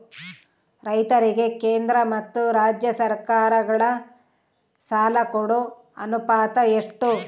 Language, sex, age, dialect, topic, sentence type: Kannada, female, 36-40, Central, agriculture, question